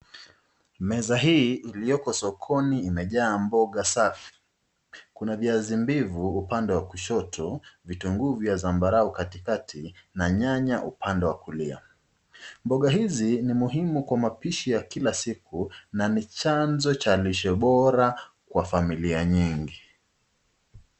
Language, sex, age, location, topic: Swahili, male, 25-35, Nakuru, finance